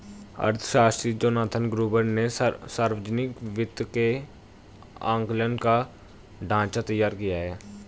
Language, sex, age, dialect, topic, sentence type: Hindi, male, 18-24, Hindustani Malvi Khadi Boli, banking, statement